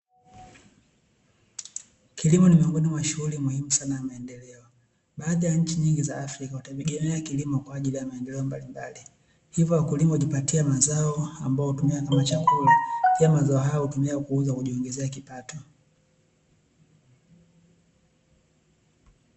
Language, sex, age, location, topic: Swahili, male, 18-24, Dar es Salaam, agriculture